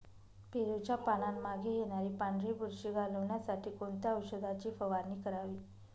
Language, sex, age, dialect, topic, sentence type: Marathi, male, 31-35, Northern Konkan, agriculture, question